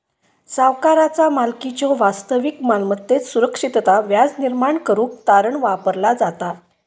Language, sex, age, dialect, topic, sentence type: Marathi, female, 56-60, Southern Konkan, banking, statement